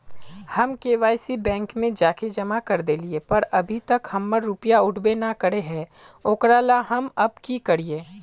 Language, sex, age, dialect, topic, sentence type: Magahi, male, 18-24, Northeastern/Surjapuri, banking, question